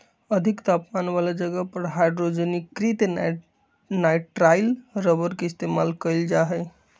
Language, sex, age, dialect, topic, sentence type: Magahi, male, 25-30, Western, agriculture, statement